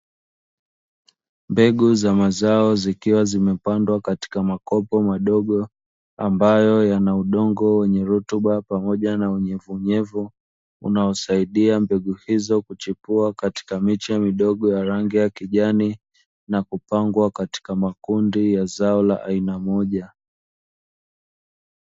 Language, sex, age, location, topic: Swahili, male, 25-35, Dar es Salaam, agriculture